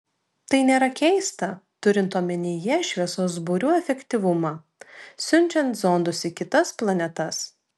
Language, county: Lithuanian, Vilnius